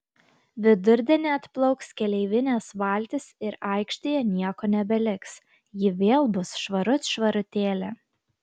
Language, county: Lithuanian, Kaunas